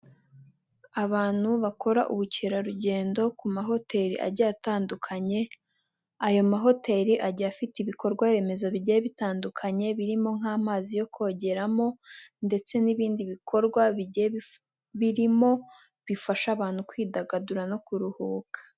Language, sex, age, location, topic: Kinyarwanda, female, 18-24, Nyagatare, finance